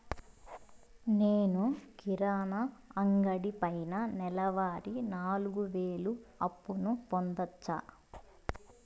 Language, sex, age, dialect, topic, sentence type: Telugu, female, 25-30, Southern, banking, question